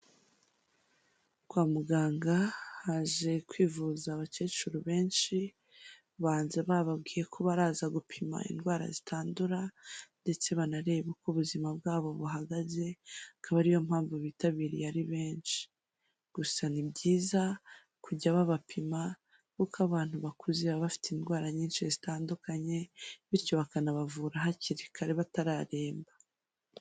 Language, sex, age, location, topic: Kinyarwanda, female, 25-35, Huye, health